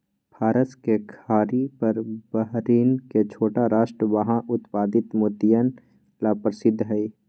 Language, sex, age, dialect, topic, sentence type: Magahi, female, 31-35, Western, agriculture, statement